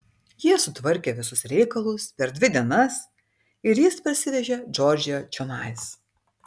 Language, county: Lithuanian, Vilnius